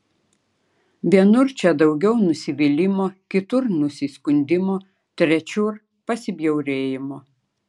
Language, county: Lithuanian, Klaipėda